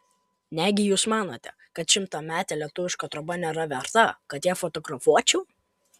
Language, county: Lithuanian, Kaunas